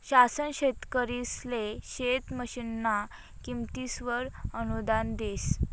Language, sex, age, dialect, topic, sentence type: Marathi, female, 25-30, Northern Konkan, agriculture, statement